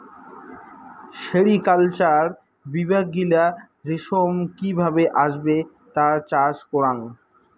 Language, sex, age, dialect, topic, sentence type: Bengali, male, 18-24, Rajbangshi, agriculture, statement